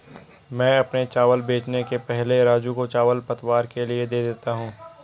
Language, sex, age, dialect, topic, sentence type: Hindi, male, 56-60, Garhwali, agriculture, statement